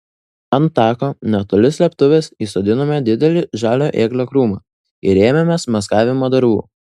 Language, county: Lithuanian, Vilnius